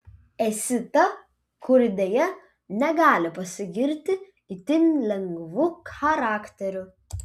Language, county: Lithuanian, Vilnius